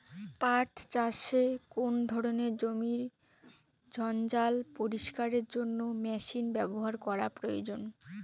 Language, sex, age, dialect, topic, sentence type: Bengali, female, 18-24, Rajbangshi, agriculture, question